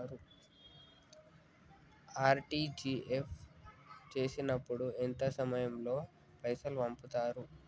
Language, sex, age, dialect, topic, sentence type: Telugu, male, 56-60, Telangana, banking, question